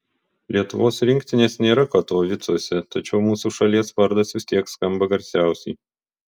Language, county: Lithuanian, Vilnius